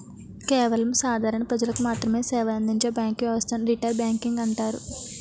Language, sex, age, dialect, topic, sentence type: Telugu, female, 18-24, Utterandhra, banking, statement